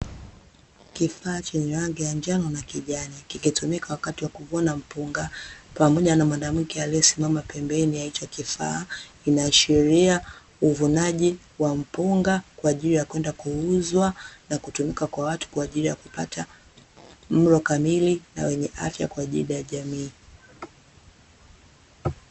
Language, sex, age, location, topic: Swahili, female, 18-24, Dar es Salaam, agriculture